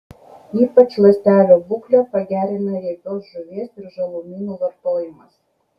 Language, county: Lithuanian, Kaunas